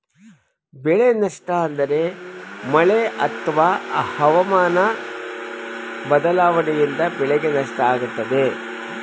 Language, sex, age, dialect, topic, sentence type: Kannada, male, 51-55, Mysore Kannada, agriculture, statement